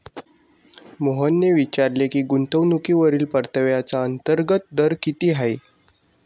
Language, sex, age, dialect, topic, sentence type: Marathi, male, 60-100, Standard Marathi, banking, statement